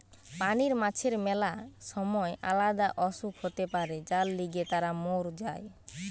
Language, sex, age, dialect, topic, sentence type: Bengali, female, 18-24, Western, agriculture, statement